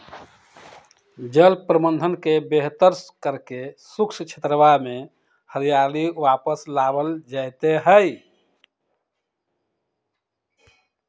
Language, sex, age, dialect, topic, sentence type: Magahi, male, 56-60, Western, agriculture, statement